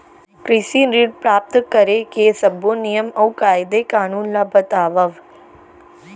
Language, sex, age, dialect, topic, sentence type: Chhattisgarhi, female, 18-24, Central, banking, question